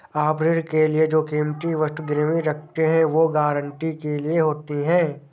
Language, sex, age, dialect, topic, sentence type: Hindi, male, 46-50, Awadhi Bundeli, banking, statement